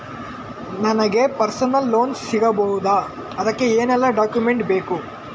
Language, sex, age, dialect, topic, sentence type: Kannada, male, 18-24, Coastal/Dakshin, banking, question